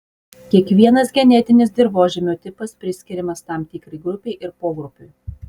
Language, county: Lithuanian, Utena